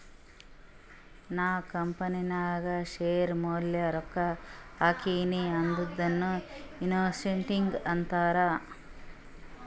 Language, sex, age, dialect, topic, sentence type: Kannada, female, 36-40, Northeastern, banking, statement